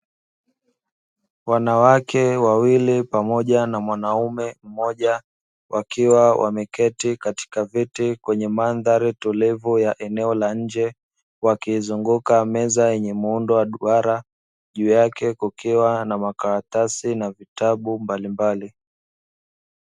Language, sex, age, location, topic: Swahili, male, 25-35, Dar es Salaam, education